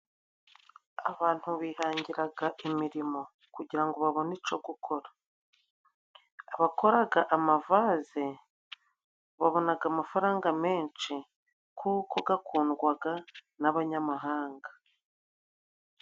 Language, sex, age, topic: Kinyarwanda, female, 36-49, government